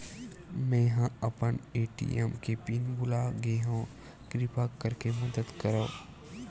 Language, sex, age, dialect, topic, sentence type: Chhattisgarhi, male, 18-24, Western/Budati/Khatahi, banking, statement